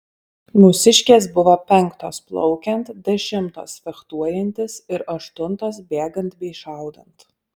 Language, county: Lithuanian, Alytus